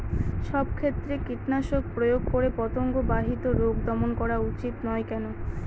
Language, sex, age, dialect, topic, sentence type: Bengali, female, 60-100, Northern/Varendri, agriculture, question